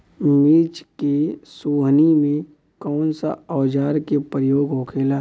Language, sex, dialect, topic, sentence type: Bhojpuri, male, Western, agriculture, question